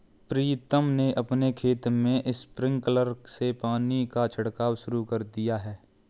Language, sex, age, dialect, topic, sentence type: Hindi, male, 25-30, Kanauji Braj Bhasha, agriculture, statement